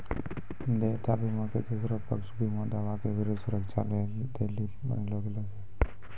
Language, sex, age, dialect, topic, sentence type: Maithili, female, 25-30, Angika, banking, statement